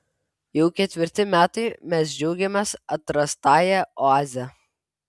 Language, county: Lithuanian, Vilnius